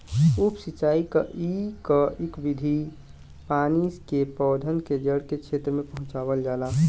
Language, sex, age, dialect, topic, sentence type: Bhojpuri, male, 18-24, Western, agriculture, statement